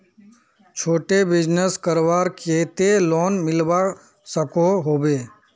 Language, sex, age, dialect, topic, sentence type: Magahi, male, 41-45, Northeastern/Surjapuri, banking, question